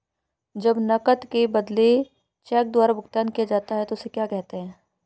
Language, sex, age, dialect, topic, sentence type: Hindi, female, 31-35, Marwari Dhudhari, banking, question